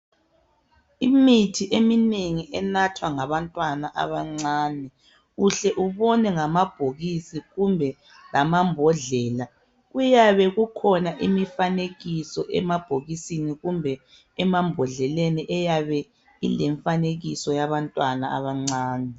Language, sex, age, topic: North Ndebele, male, 36-49, health